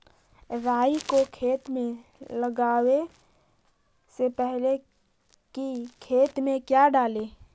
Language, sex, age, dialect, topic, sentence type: Magahi, female, 18-24, Central/Standard, agriculture, question